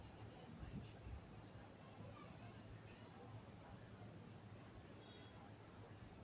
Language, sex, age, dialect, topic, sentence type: Hindi, female, 36-40, Marwari Dhudhari, banking, question